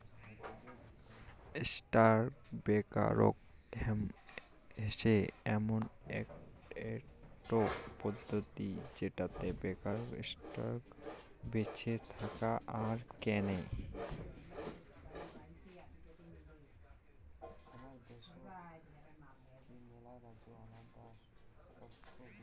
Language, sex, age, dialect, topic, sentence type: Bengali, male, 18-24, Rajbangshi, banking, statement